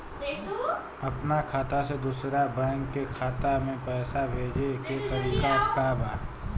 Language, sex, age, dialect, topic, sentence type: Bhojpuri, male, 25-30, Western, banking, question